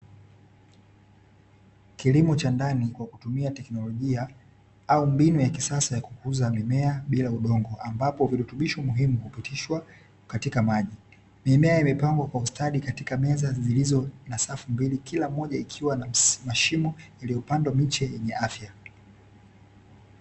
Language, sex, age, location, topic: Swahili, male, 18-24, Dar es Salaam, agriculture